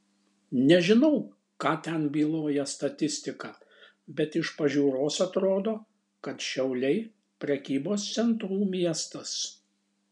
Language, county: Lithuanian, Šiauliai